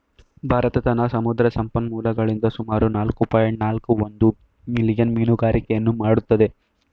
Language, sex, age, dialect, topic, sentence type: Kannada, male, 18-24, Mysore Kannada, agriculture, statement